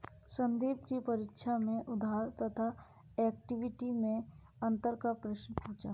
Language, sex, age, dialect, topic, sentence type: Hindi, female, 18-24, Kanauji Braj Bhasha, banking, statement